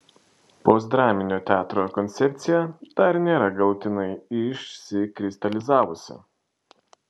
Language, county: Lithuanian, Šiauliai